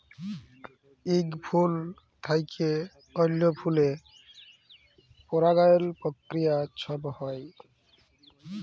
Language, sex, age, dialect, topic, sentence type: Bengali, male, 18-24, Jharkhandi, agriculture, statement